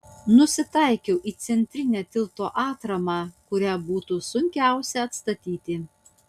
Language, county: Lithuanian, Utena